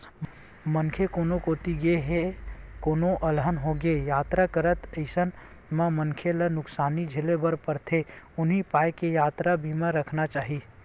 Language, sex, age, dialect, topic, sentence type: Chhattisgarhi, male, 18-24, Western/Budati/Khatahi, banking, statement